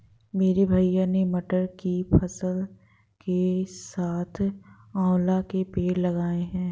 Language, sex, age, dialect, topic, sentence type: Hindi, female, 25-30, Hindustani Malvi Khadi Boli, agriculture, statement